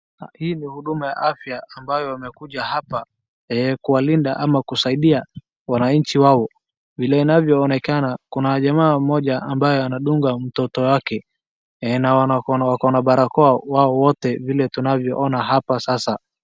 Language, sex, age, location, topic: Swahili, male, 18-24, Wajir, health